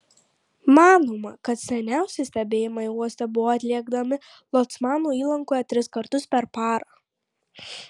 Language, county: Lithuanian, Marijampolė